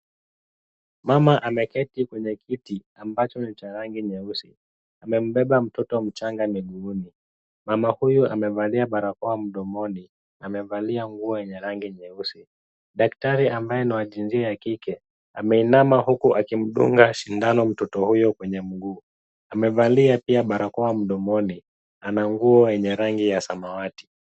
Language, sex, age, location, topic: Swahili, male, 25-35, Kisumu, health